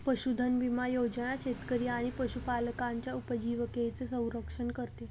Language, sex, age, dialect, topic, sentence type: Marathi, female, 18-24, Northern Konkan, agriculture, statement